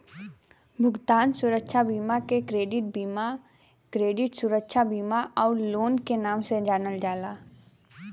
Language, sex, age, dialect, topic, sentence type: Bhojpuri, female, 18-24, Western, banking, statement